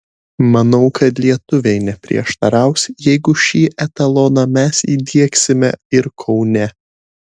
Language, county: Lithuanian, Šiauliai